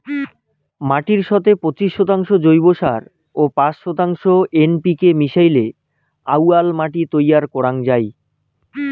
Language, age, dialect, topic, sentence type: Bengali, 25-30, Rajbangshi, agriculture, statement